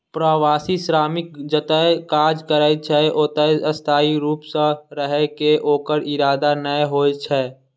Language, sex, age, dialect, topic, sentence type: Maithili, male, 18-24, Eastern / Thethi, agriculture, statement